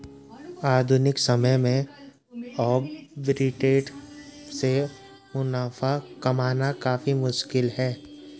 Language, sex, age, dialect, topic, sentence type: Hindi, male, 18-24, Garhwali, banking, statement